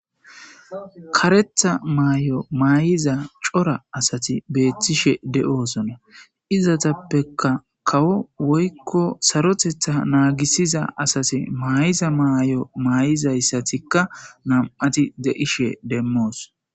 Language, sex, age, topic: Gamo, male, 18-24, government